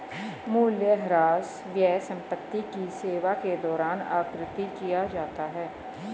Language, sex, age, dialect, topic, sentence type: Hindi, female, 41-45, Hindustani Malvi Khadi Boli, banking, statement